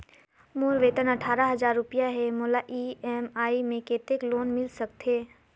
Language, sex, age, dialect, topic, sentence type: Chhattisgarhi, female, 18-24, Northern/Bhandar, banking, question